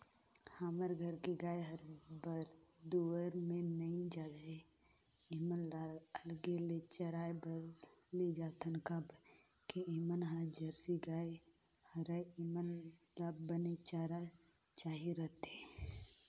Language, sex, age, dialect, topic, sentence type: Chhattisgarhi, female, 18-24, Northern/Bhandar, agriculture, statement